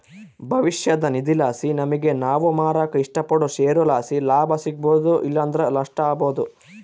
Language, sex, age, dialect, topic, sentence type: Kannada, male, 18-24, Central, banking, statement